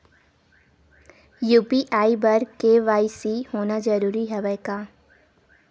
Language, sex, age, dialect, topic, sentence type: Chhattisgarhi, female, 18-24, Western/Budati/Khatahi, banking, question